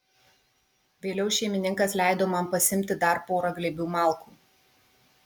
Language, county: Lithuanian, Kaunas